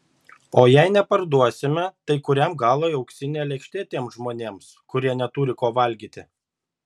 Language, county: Lithuanian, Šiauliai